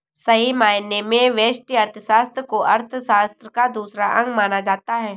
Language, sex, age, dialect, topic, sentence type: Hindi, female, 18-24, Awadhi Bundeli, banking, statement